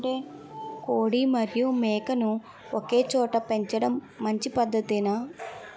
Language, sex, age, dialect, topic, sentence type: Telugu, female, 18-24, Utterandhra, agriculture, question